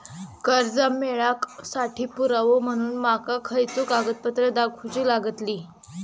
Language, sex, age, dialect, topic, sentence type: Marathi, female, 18-24, Southern Konkan, banking, statement